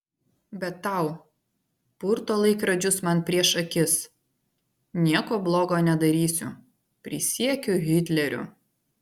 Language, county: Lithuanian, Vilnius